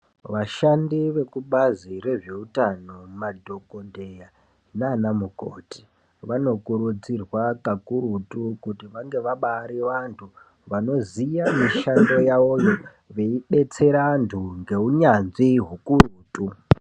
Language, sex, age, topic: Ndau, male, 18-24, health